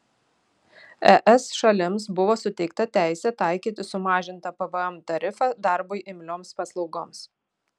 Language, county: Lithuanian, Šiauliai